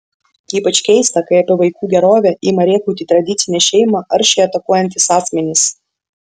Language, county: Lithuanian, Vilnius